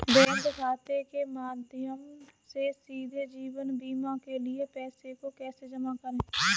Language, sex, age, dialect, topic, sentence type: Hindi, female, 25-30, Kanauji Braj Bhasha, banking, question